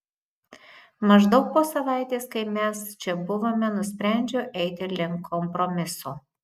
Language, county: Lithuanian, Marijampolė